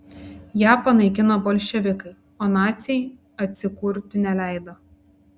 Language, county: Lithuanian, Klaipėda